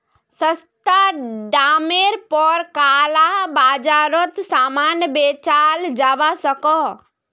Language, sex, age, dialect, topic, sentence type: Magahi, female, 25-30, Northeastern/Surjapuri, banking, statement